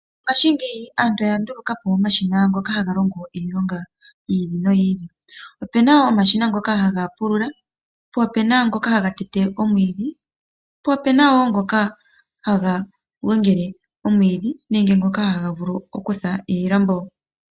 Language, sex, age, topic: Oshiwambo, female, 25-35, agriculture